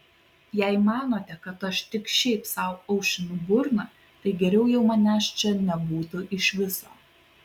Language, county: Lithuanian, Kaunas